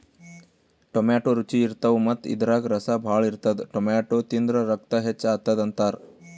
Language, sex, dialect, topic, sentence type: Kannada, male, Northeastern, agriculture, statement